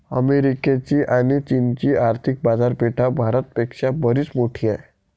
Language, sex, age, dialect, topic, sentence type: Marathi, male, 18-24, Varhadi, banking, statement